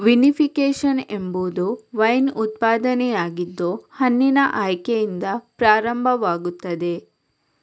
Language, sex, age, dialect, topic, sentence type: Kannada, female, 25-30, Coastal/Dakshin, agriculture, statement